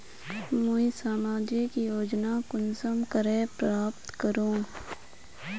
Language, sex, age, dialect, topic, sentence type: Magahi, female, 25-30, Northeastern/Surjapuri, banking, question